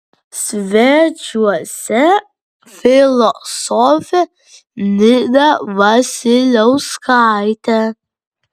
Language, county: Lithuanian, Vilnius